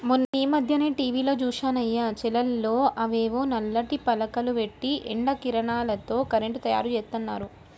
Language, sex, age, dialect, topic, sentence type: Telugu, female, 18-24, Central/Coastal, agriculture, statement